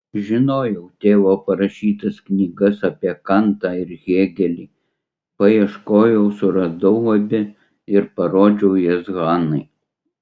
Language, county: Lithuanian, Utena